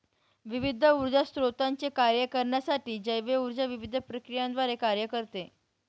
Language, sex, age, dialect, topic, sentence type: Marathi, female, 18-24, Northern Konkan, agriculture, statement